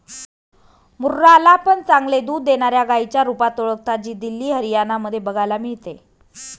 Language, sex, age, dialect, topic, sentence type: Marathi, female, 41-45, Northern Konkan, agriculture, statement